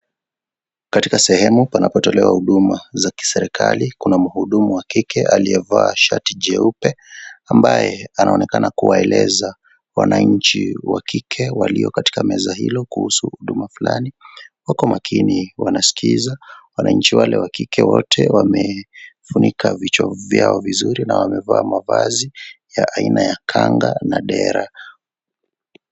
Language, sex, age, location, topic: Swahili, male, 25-35, Kisii, government